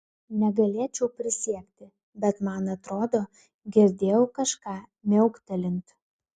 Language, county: Lithuanian, Klaipėda